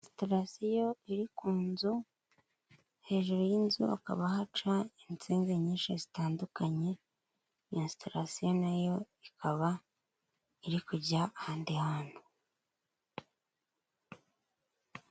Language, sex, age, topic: Kinyarwanda, female, 25-35, government